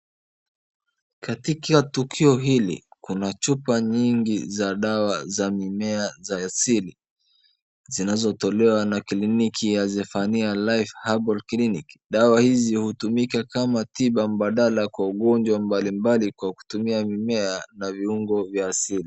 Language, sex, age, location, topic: Swahili, male, 25-35, Wajir, health